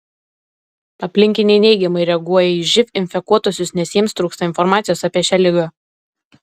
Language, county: Lithuanian, Alytus